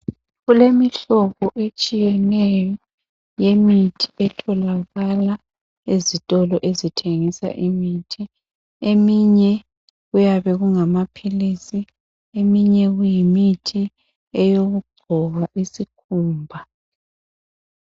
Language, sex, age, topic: North Ndebele, male, 50+, health